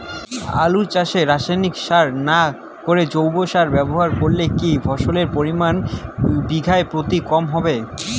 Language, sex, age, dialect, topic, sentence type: Bengali, male, 18-24, Rajbangshi, agriculture, question